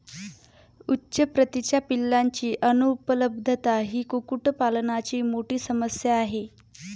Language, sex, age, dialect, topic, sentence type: Marathi, female, 25-30, Standard Marathi, agriculture, statement